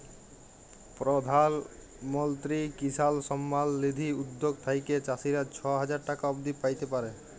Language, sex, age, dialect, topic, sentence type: Bengali, male, 18-24, Jharkhandi, agriculture, statement